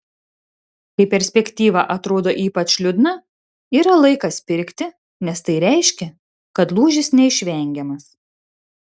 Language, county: Lithuanian, Šiauliai